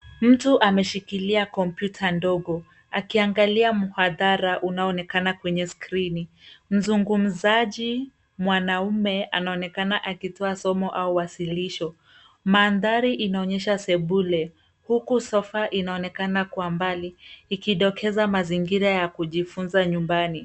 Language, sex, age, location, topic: Swahili, female, 18-24, Nairobi, education